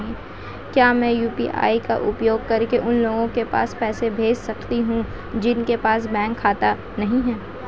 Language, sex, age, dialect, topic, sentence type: Hindi, female, 18-24, Hindustani Malvi Khadi Boli, banking, question